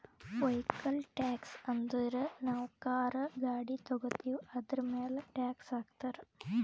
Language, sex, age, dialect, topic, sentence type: Kannada, female, 18-24, Northeastern, banking, statement